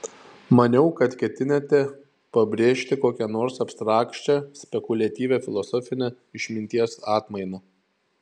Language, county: Lithuanian, Šiauliai